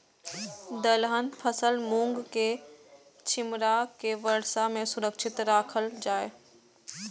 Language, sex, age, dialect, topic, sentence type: Maithili, male, 18-24, Eastern / Thethi, agriculture, question